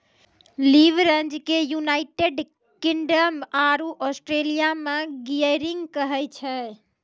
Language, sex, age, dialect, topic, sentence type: Maithili, female, 18-24, Angika, banking, statement